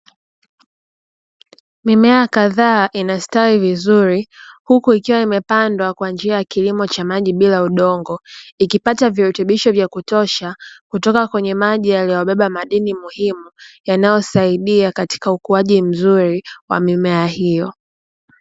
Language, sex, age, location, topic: Swahili, female, 25-35, Dar es Salaam, agriculture